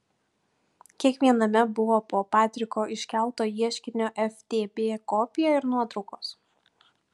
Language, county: Lithuanian, Panevėžys